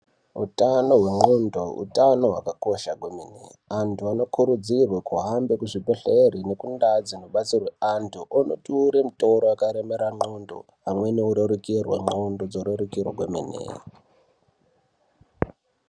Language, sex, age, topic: Ndau, male, 18-24, health